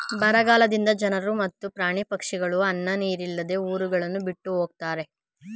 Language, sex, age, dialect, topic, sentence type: Kannada, male, 25-30, Mysore Kannada, agriculture, statement